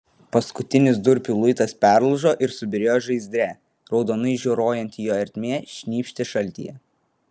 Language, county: Lithuanian, Vilnius